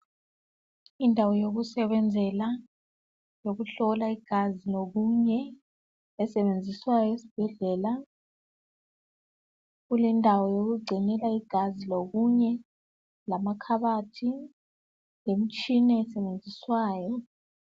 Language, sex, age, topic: North Ndebele, female, 36-49, health